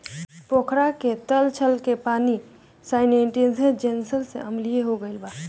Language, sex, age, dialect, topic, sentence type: Bhojpuri, female, <18, Southern / Standard, agriculture, question